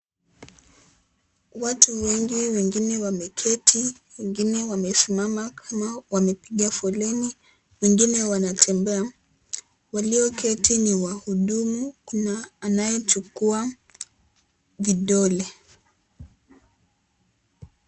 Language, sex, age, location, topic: Swahili, female, 18-24, Kisii, government